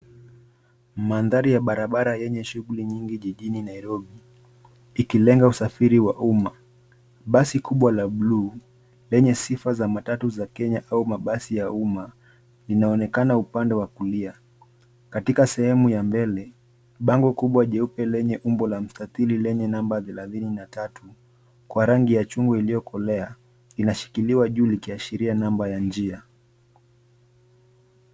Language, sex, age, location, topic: Swahili, male, 25-35, Nairobi, government